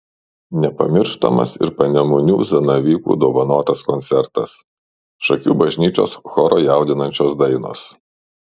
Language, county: Lithuanian, Šiauliai